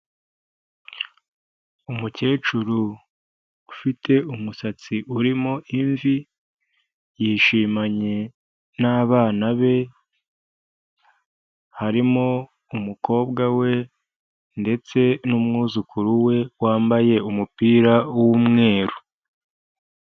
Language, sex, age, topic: Kinyarwanda, male, 25-35, health